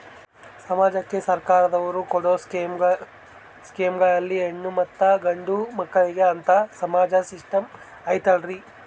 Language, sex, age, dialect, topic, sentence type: Kannada, male, 18-24, Central, banking, question